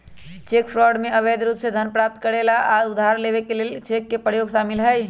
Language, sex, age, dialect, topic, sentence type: Magahi, male, 31-35, Western, banking, statement